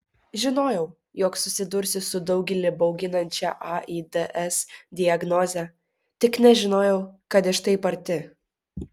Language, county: Lithuanian, Vilnius